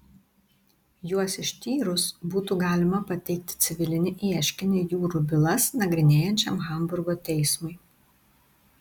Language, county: Lithuanian, Tauragė